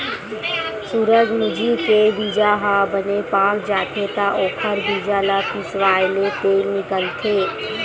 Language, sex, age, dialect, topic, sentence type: Chhattisgarhi, female, 25-30, Western/Budati/Khatahi, agriculture, statement